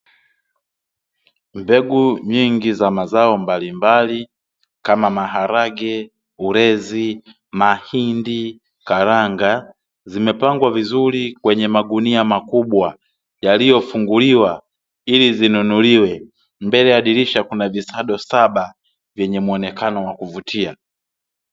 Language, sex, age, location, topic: Swahili, male, 36-49, Dar es Salaam, agriculture